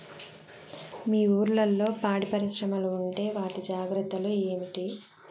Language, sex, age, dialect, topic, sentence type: Telugu, female, 18-24, Southern, agriculture, question